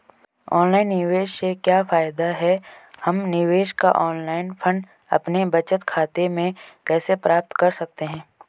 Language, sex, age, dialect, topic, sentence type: Hindi, male, 18-24, Garhwali, banking, question